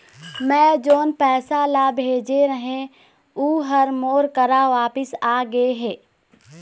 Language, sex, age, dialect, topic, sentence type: Chhattisgarhi, female, 18-24, Eastern, banking, statement